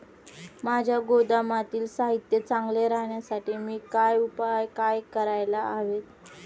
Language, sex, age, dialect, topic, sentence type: Marathi, female, 18-24, Standard Marathi, agriculture, question